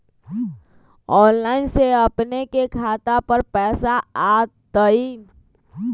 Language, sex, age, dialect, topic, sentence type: Magahi, male, 25-30, Western, banking, question